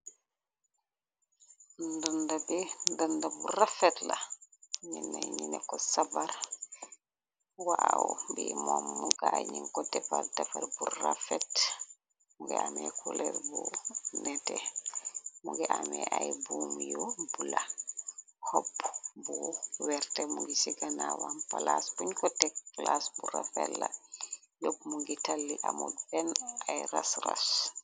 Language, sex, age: Wolof, female, 25-35